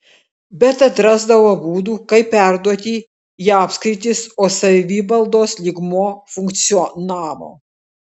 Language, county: Lithuanian, Klaipėda